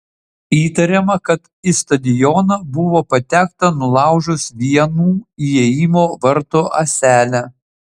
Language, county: Lithuanian, Utena